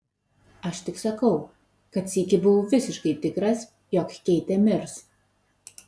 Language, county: Lithuanian, Vilnius